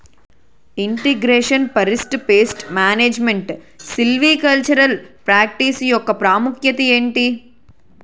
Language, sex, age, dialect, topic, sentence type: Telugu, female, 18-24, Utterandhra, agriculture, question